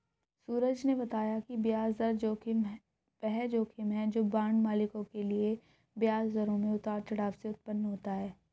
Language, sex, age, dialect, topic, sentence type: Hindi, female, 31-35, Hindustani Malvi Khadi Boli, banking, statement